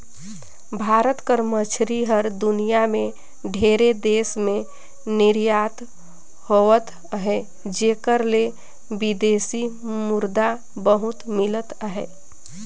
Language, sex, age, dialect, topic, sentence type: Chhattisgarhi, female, 31-35, Northern/Bhandar, agriculture, statement